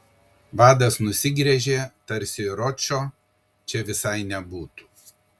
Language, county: Lithuanian, Kaunas